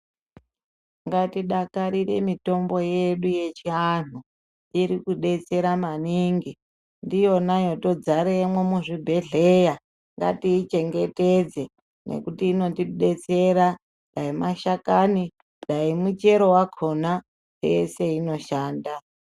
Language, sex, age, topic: Ndau, female, 36-49, health